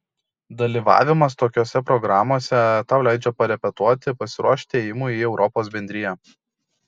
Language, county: Lithuanian, Kaunas